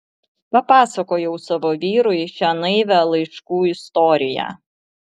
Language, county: Lithuanian, Vilnius